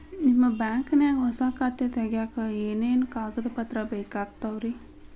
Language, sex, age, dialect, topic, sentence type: Kannada, female, 31-35, Dharwad Kannada, banking, question